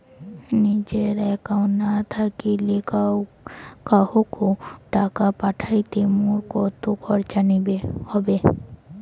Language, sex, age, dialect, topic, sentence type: Bengali, female, 18-24, Rajbangshi, banking, question